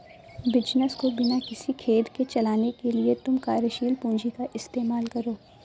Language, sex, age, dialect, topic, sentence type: Hindi, female, 18-24, Awadhi Bundeli, banking, statement